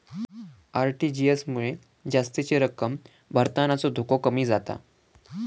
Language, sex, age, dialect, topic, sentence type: Marathi, male, <18, Southern Konkan, banking, statement